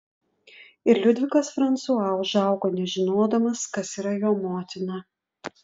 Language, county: Lithuanian, Utena